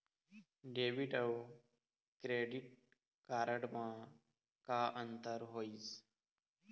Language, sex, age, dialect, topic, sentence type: Chhattisgarhi, male, 31-35, Eastern, banking, question